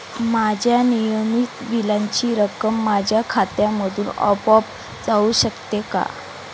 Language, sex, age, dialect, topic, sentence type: Marathi, female, 25-30, Standard Marathi, banking, question